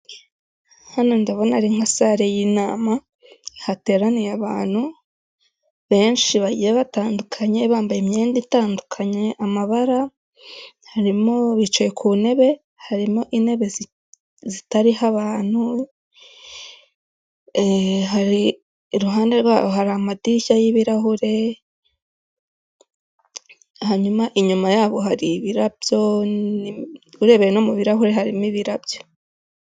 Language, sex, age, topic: Kinyarwanda, female, 25-35, government